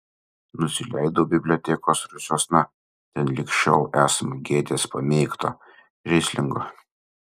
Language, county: Lithuanian, Utena